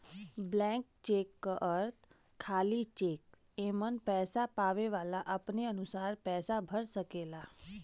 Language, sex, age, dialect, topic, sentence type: Bhojpuri, female, 31-35, Western, banking, statement